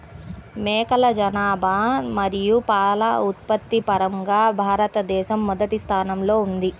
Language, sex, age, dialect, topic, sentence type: Telugu, female, 31-35, Central/Coastal, agriculture, statement